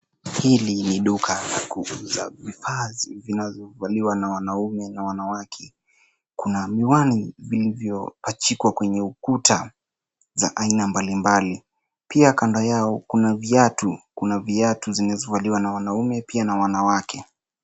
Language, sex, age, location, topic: Swahili, male, 18-24, Nairobi, finance